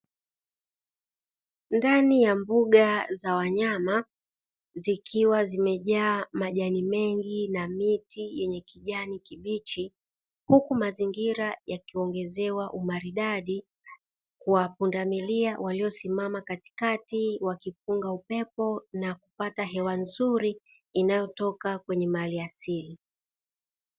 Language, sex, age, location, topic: Swahili, female, 36-49, Dar es Salaam, agriculture